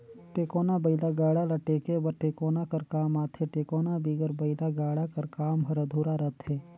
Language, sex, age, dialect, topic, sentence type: Chhattisgarhi, male, 36-40, Northern/Bhandar, agriculture, statement